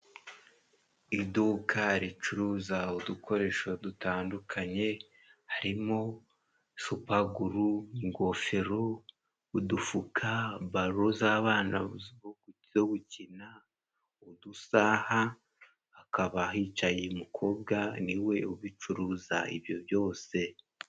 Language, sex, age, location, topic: Kinyarwanda, male, 18-24, Musanze, finance